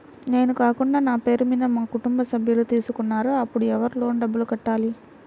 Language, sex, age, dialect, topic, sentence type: Telugu, female, 18-24, Central/Coastal, banking, question